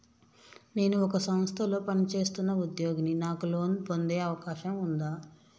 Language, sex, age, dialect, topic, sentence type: Telugu, male, 18-24, Telangana, banking, question